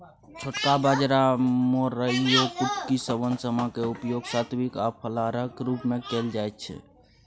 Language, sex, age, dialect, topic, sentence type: Maithili, male, 31-35, Bajjika, agriculture, statement